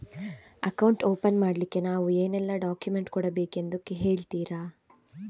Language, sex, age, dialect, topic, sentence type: Kannada, female, 46-50, Coastal/Dakshin, banking, question